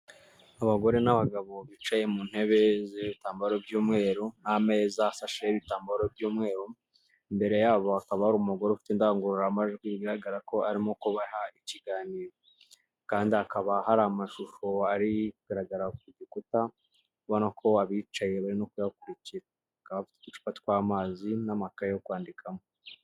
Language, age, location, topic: Kinyarwanda, 25-35, Kigali, government